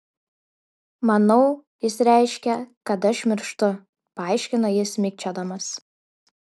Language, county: Lithuanian, Šiauliai